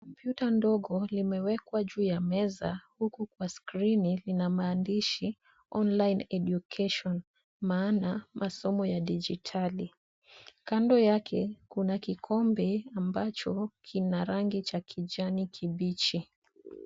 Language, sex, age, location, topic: Swahili, female, 25-35, Nairobi, education